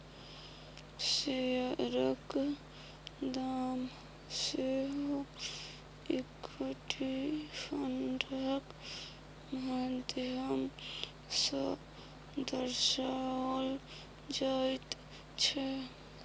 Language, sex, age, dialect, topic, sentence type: Maithili, female, 60-100, Bajjika, banking, statement